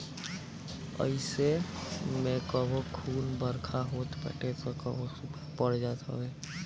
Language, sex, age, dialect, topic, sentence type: Bhojpuri, male, 18-24, Northern, agriculture, statement